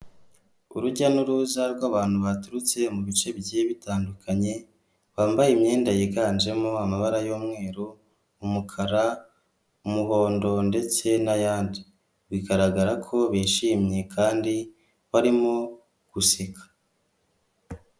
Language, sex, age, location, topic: Kinyarwanda, female, 18-24, Kigali, health